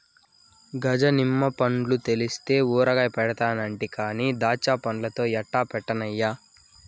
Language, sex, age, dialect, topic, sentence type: Telugu, male, 18-24, Southern, agriculture, statement